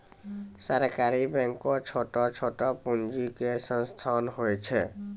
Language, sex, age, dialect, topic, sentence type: Maithili, female, 18-24, Angika, banking, statement